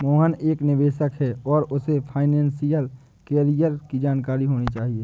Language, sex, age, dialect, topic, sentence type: Hindi, male, 18-24, Awadhi Bundeli, banking, statement